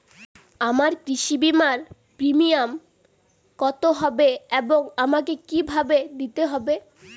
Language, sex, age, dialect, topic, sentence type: Bengali, female, 18-24, Northern/Varendri, banking, question